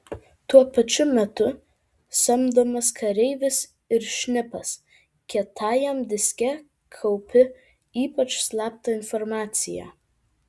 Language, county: Lithuanian, Vilnius